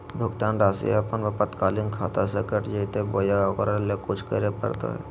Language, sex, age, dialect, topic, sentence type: Magahi, male, 56-60, Southern, banking, question